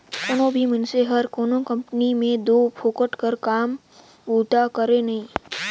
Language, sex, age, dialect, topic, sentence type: Chhattisgarhi, male, 18-24, Northern/Bhandar, banking, statement